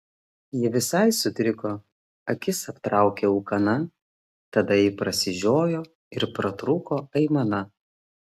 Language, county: Lithuanian, Klaipėda